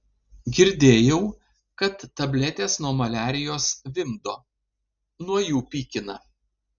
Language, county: Lithuanian, Panevėžys